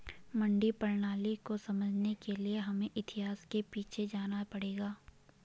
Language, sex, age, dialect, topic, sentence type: Hindi, female, 18-24, Garhwali, agriculture, statement